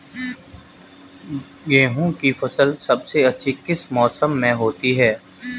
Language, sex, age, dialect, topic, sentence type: Hindi, male, 25-30, Marwari Dhudhari, agriculture, question